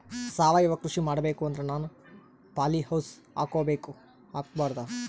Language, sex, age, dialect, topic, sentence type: Kannada, male, 18-24, Northeastern, agriculture, question